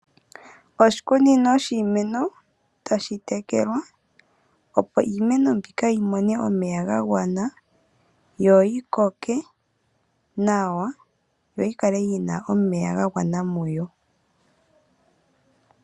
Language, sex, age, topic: Oshiwambo, female, 25-35, agriculture